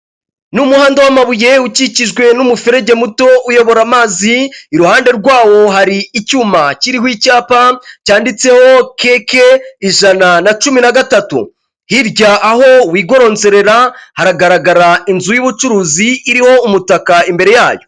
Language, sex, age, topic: Kinyarwanda, male, 25-35, government